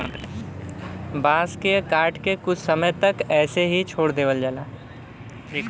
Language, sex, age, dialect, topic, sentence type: Bhojpuri, male, 18-24, Western, agriculture, statement